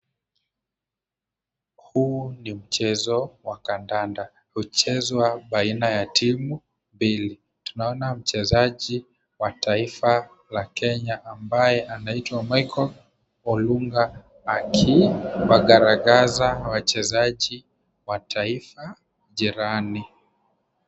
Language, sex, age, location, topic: Swahili, male, 25-35, Kisumu, government